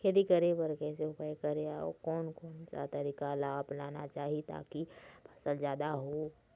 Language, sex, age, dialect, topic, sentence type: Chhattisgarhi, female, 46-50, Eastern, agriculture, question